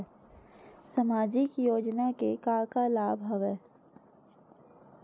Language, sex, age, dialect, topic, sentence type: Chhattisgarhi, female, 31-35, Western/Budati/Khatahi, banking, question